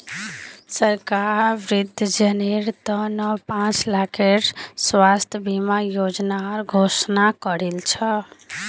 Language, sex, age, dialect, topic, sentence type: Magahi, female, 18-24, Northeastern/Surjapuri, banking, statement